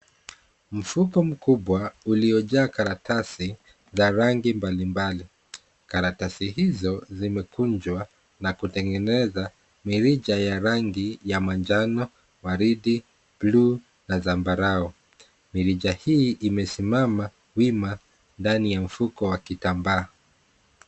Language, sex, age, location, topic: Swahili, male, 25-35, Kisumu, education